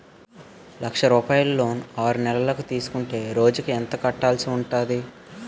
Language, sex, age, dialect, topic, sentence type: Telugu, male, 18-24, Utterandhra, banking, question